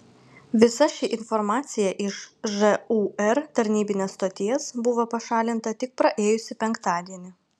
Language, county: Lithuanian, Vilnius